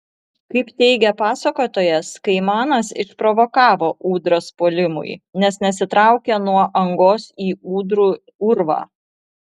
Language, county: Lithuanian, Vilnius